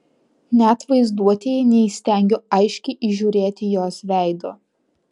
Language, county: Lithuanian, Alytus